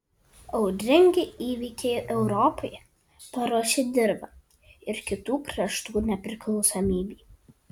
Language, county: Lithuanian, Kaunas